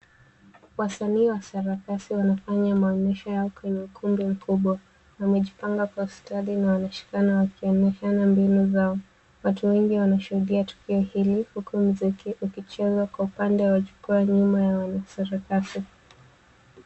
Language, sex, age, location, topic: Swahili, female, 18-24, Nairobi, government